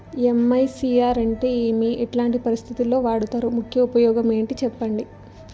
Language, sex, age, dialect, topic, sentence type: Telugu, female, 18-24, Southern, banking, question